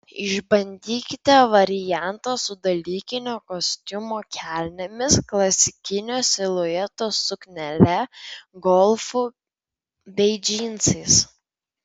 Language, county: Lithuanian, Vilnius